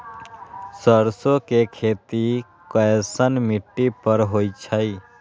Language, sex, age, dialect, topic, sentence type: Magahi, male, 18-24, Western, agriculture, question